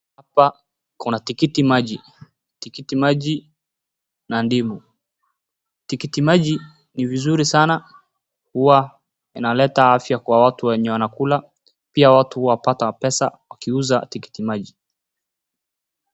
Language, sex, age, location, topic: Swahili, male, 18-24, Wajir, finance